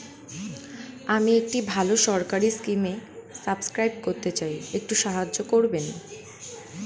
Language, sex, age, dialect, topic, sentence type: Bengali, female, 18-24, Standard Colloquial, banking, question